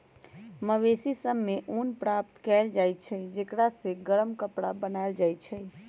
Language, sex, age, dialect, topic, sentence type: Magahi, female, 31-35, Western, agriculture, statement